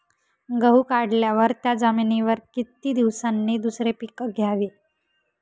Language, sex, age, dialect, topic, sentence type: Marathi, female, 18-24, Northern Konkan, agriculture, question